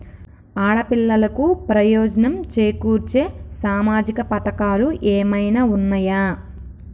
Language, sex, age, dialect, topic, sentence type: Telugu, female, 25-30, Telangana, banking, statement